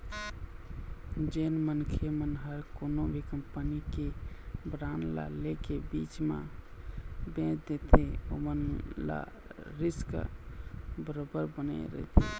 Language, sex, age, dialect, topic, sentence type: Chhattisgarhi, male, 25-30, Eastern, banking, statement